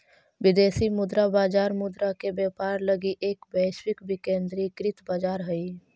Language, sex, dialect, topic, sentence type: Magahi, female, Central/Standard, banking, statement